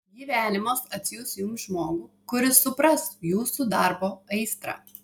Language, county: Lithuanian, Vilnius